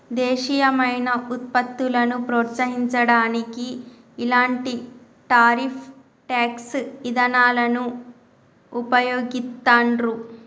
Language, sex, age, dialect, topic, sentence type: Telugu, male, 41-45, Telangana, banking, statement